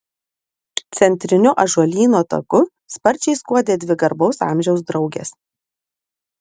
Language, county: Lithuanian, Vilnius